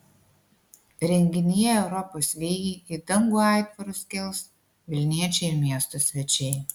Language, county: Lithuanian, Kaunas